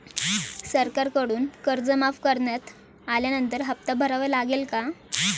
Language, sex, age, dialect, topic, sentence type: Marathi, female, 18-24, Standard Marathi, banking, question